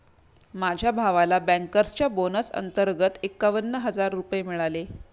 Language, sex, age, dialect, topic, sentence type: Marathi, female, 31-35, Standard Marathi, banking, statement